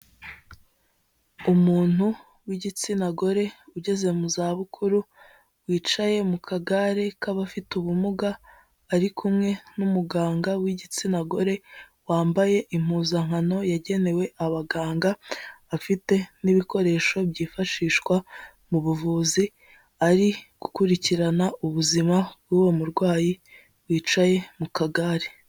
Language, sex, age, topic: Kinyarwanda, female, 18-24, health